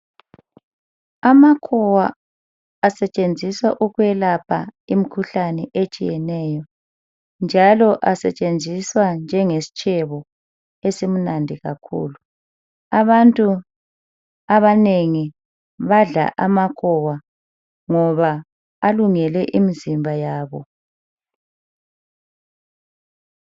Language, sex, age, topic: North Ndebele, male, 50+, health